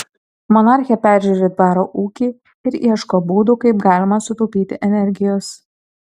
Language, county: Lithuanian, Kaunas